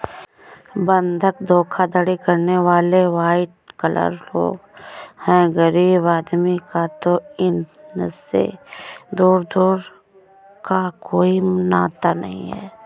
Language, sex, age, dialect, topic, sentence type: Hindi, female, 25-30, Awadhi Bundeli, banking, statement